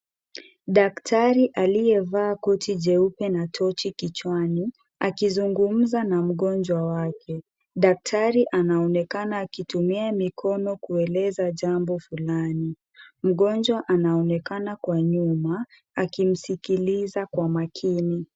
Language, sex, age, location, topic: Swahili, female, 18-24, Kisumu, health